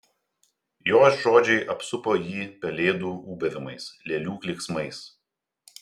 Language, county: Lithuanian, Telšiai